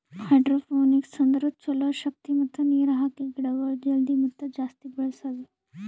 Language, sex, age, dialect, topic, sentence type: Kannada, female, 18-24, Northeastern, agriculture, statement